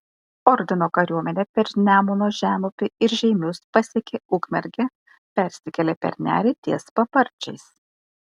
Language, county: Lithuanian, Kaunas